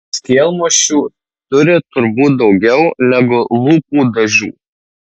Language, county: Lithuanian, Tauragė